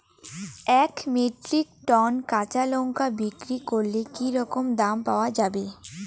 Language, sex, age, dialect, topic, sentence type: Bengali, female, 18-24, Rajbangshi, agriculture, question